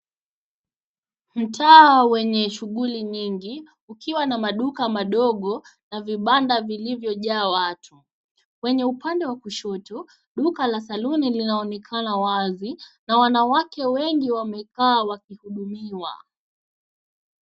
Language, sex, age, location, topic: Swahili, female, 18-24, Nairobi, finance